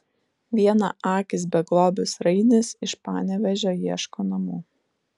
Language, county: Lithuanian, Vilnius